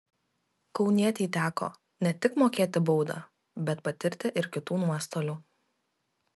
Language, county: Lithuanian, Kaunas